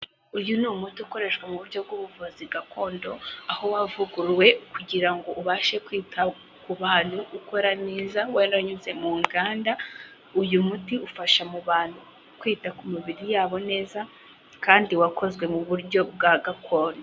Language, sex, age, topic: Kinyarwanda, female, 18-24, health